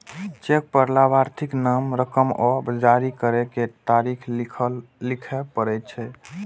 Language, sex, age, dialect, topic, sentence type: Maithili, male, 18-24, Eastern / Thethi, banking, statement